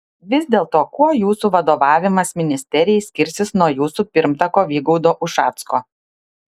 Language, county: Lithuanian, Klaipėda